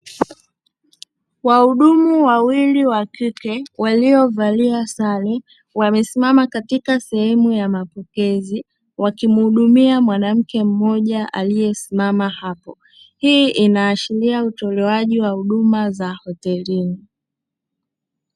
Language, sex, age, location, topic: Swahili, male, 36-49, Dar es Salaam, finance